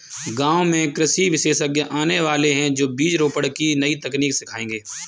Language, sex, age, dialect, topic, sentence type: Hindi, male, 18-24, Kanauji Braj Bhasha, agriculture, statement